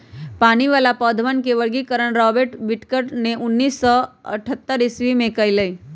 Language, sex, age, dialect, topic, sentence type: Magahi, female, 31-35, Western, agriculture, statement